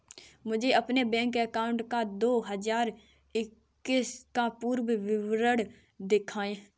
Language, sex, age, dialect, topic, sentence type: Hindi, female, 18-24, Kanauji Braj Bhasha, banking, question